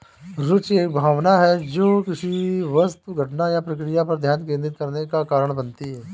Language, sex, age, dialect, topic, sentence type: Hindi, male, 25-30, Awadhi Bundeli, banking, statement